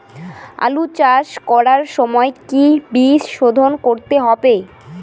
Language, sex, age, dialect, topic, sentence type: Bengali, female, 18-24, Rajbangshi, agriculture, question